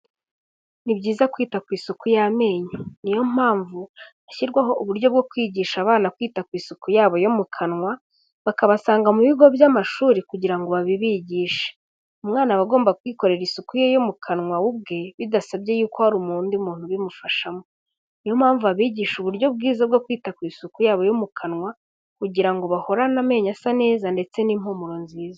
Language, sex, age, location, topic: Kinyarwanda, female, 18-24, Kigali, health